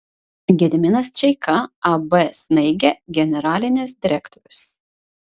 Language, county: Lithuanian, Vilnius